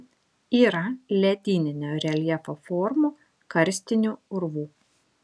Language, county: Lithuanian, Šiauliai